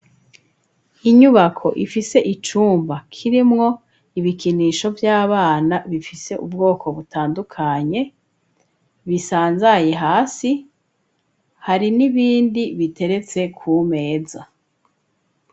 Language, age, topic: Rundi, 36-49, education